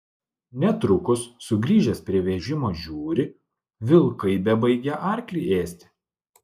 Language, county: Lithuanian, Klaipėda